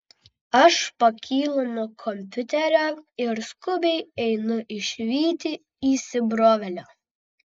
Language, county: Lithuanian, Vilnius